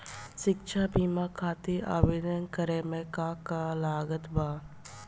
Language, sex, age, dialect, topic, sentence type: Bhojpuri, female, 25-30, Southern / Standard, banking, question